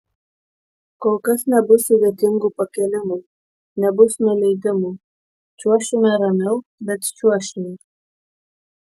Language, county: Lithuanian, Kaunas